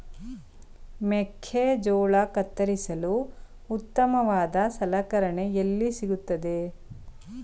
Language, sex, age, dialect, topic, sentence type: Kannada, female, 36-40, Mysore Kannada, agriculture, question